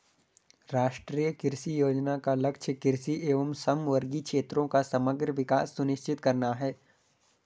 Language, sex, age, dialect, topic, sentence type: Hindi, male, 18-24, Garhwali, agriculture, statement